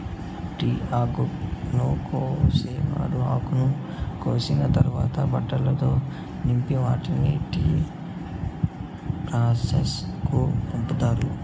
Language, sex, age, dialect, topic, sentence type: Telugu, male, 18-24, Southern, agriculture, statement